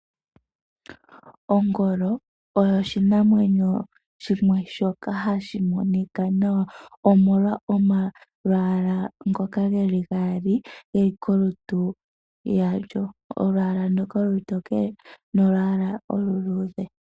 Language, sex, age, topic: Oshiwambo, male, 25-35, agriculture